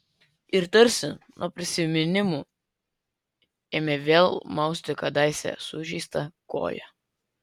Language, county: Lithuanian, Vilnius